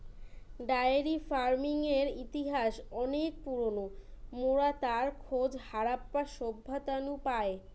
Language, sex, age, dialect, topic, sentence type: Bengali, female, 25-30, Western, agriculture, statement